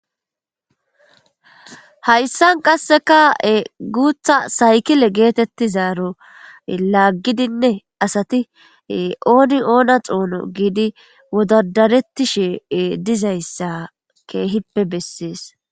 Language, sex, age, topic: Gamo, female, 18-24, government